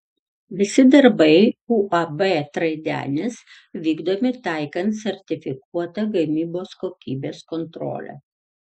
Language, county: Lithuanian, Tauragė